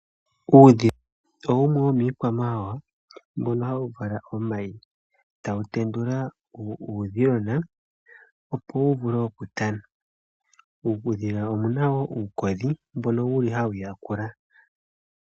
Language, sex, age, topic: Oshiwambo, female, 18-24, agriculture